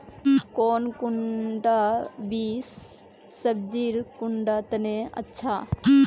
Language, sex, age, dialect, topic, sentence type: Magahi, female, 18-24, Northeastern/Surjapuri, agriculture, question